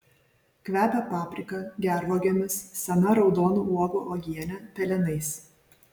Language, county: Lithuanian, Vilnius